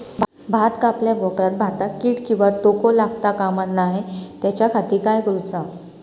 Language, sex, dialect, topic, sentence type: Marathi, female, Southern Konkan, agriculture, question